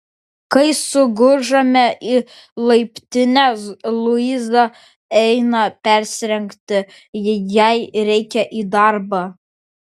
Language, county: Lithuanian, Vilnius